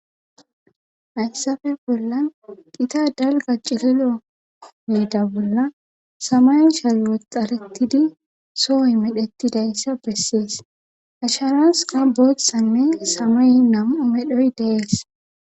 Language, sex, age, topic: Gamo, female, 18-24, government